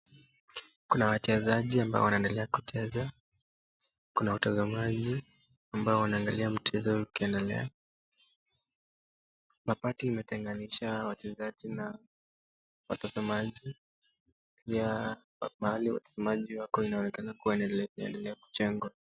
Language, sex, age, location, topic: Swahili, male, 18-24, Nakuru, government